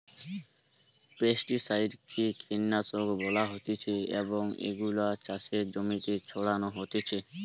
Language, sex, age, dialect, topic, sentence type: Bengali, male, 18-24, Western, agriculture, statement